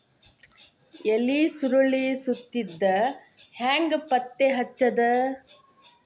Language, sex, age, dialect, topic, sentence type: Kannada, female, 18-24, Dharwad Kannada, agriculture, question